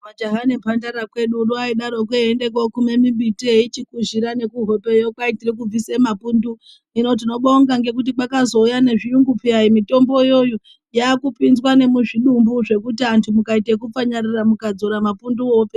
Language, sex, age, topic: Ndau, male, 18-24, health